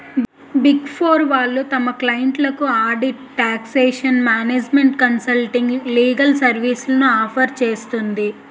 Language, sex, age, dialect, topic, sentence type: Telugu, female, 56-60, Utterandhra, banking, statement